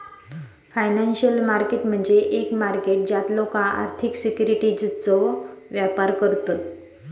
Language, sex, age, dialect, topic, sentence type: Marathi, female, 56-60, Southern Konkan, banking, statement